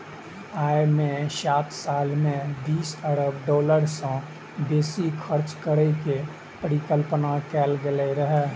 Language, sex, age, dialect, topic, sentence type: Maithili, male, 25-30, Eastern / Thethi, banking, statement